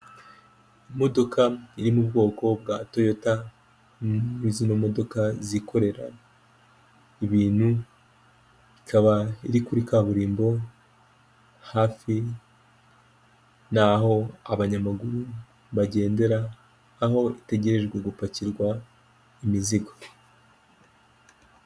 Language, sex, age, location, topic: Kinyarwanda, male, 18-24, Kigali, government